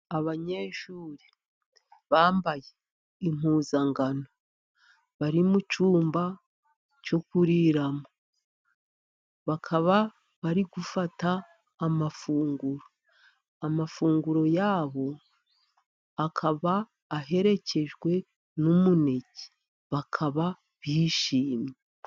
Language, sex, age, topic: Kinyarwanda, female, 50+, education